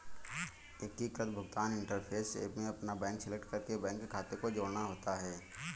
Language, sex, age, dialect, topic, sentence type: Hindi, male, 18-24, Kanauji Braj Bhasha, banking, statement